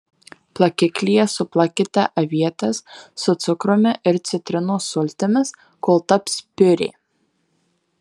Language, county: Lithuanian, Marijampolė